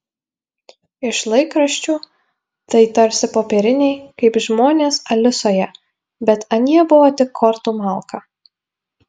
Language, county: Lithuanian, Vilnius